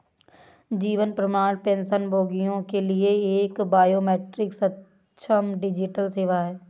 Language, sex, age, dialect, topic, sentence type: Hindi, female, 18-24, Awadhi Bundeli, banking, statement